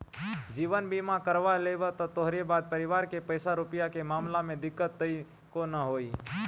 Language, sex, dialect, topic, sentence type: Bhojpuri, male, Northern, banking, statement